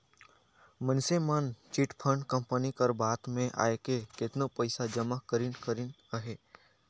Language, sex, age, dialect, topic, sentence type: Chhattisgarhi, male, 56-60, Northern/Bhandar, banking, statement